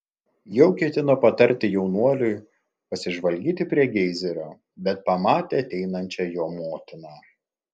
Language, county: Lithuanian, Klaipėda